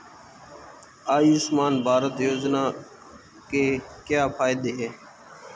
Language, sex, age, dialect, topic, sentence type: Hindi, male, 18-24, Marwari Dhudhari, banking, question